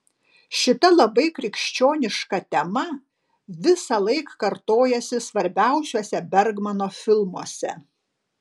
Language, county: Lithuanian, Panevėžys